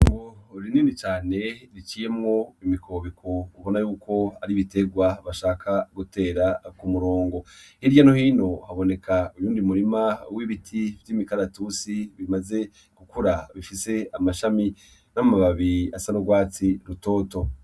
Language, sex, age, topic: Rundi, male, 25-35, agriculture